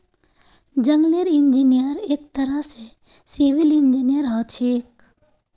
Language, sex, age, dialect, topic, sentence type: Magahi, female, 18-24, Northeastern/Surjapuri, agriculture, statement